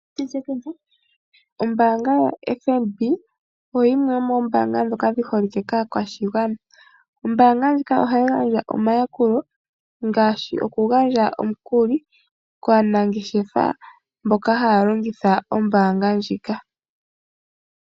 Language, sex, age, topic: Oshiwambo, female, 25-35, finance